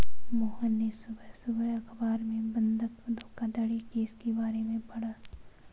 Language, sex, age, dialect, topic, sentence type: Hindi, female, 25-30, Marwari Dhudhari, banking, statement